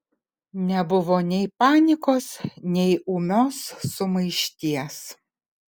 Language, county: Lithuanian, Kaunas